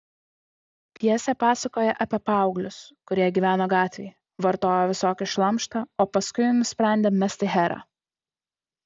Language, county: Lithuanian, Utena